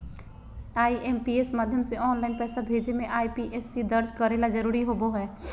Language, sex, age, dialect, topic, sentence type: Magahi, female, 36-40, Southern, banking, statement